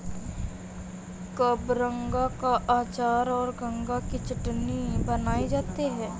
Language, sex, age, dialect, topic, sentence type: Hindi, female, 25-30, Awadhi Bundeli, agriculture, statement